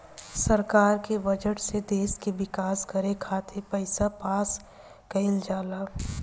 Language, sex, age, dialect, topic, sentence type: Bhojpuri, female, 25-30, Southern / Standard, banking, statement